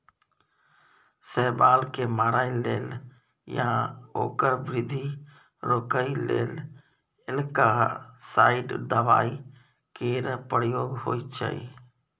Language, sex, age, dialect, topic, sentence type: Maithili, male, 41-45, Bajjika, agriculture, statement